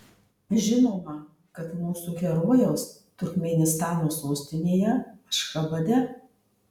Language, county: Lithuanian, Marijampolė